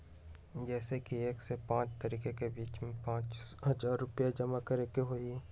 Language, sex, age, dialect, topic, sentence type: Magahi, male, 18-24, Western, banking, question